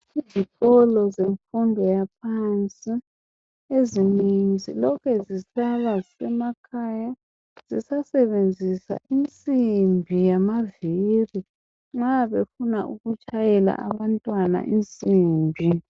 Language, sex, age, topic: North Ndebele, female, 25-35, education